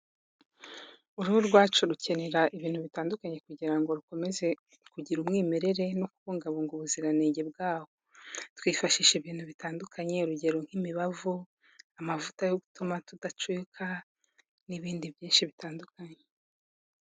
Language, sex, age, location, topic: Kinyarwanda, female, 18-24, Kigali, health